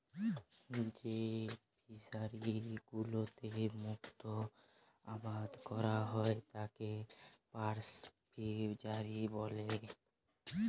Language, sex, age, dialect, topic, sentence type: Bengali, male, 18-24, Jharkhandi, agriculture, statement